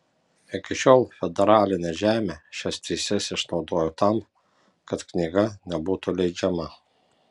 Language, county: Lithuanian, Panevėžys